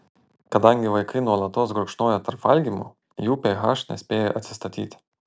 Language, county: Lithuanian, Panevėžys